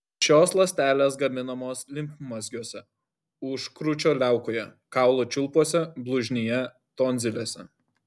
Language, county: Lithuanian, Kaunas